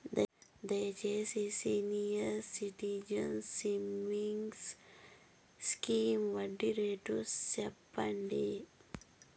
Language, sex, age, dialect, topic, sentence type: Telugu, female, 31-35, Southern, banking, statement